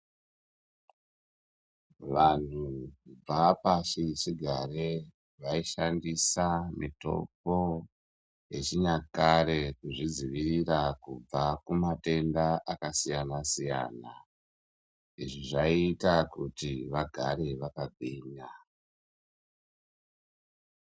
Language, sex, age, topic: Ndau, male, 50+, health